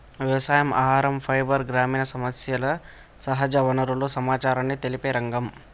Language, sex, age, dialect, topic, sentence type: Telugu, male, 18-24, Telangana, agriculture, statement